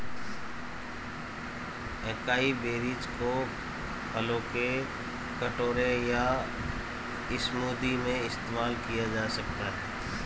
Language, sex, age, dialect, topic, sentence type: Hindi, male, 41-45, Marwari Dhudhari, agriculture, statement